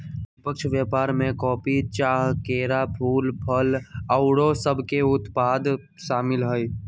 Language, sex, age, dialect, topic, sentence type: Magahi, male, 18-24, Western, banking, statement